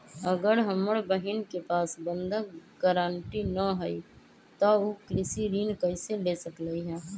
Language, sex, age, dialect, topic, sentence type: Magahi, female, 25-30, Western, agriculture, statement